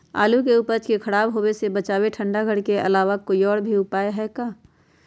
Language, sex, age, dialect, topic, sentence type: Magahi, female, 46-50, Western, agriculture, question